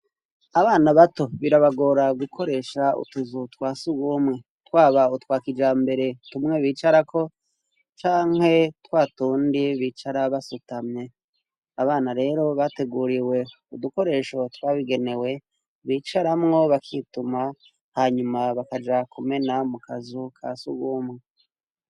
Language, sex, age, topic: Rundi, male, 36-49, education